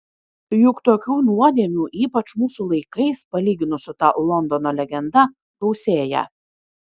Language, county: Lithuanian, Kaunas